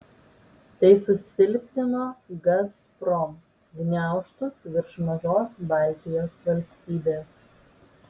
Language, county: Lithuanian, Vilnius